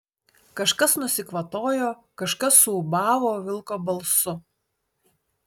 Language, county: Lithuanian, Utena